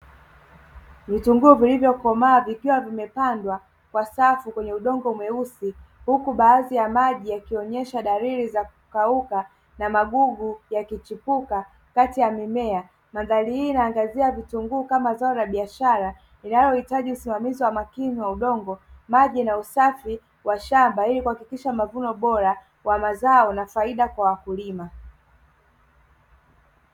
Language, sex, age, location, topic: Swahili, male, 18-24, Dar es Salaam, agriculture